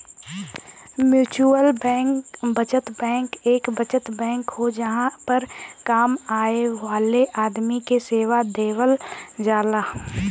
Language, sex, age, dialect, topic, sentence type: Bhojpuri, female, 18-24, Western, banking, statement